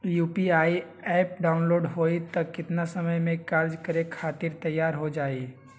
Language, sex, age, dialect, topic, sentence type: Magahi, male, 18-24, Western, banking, question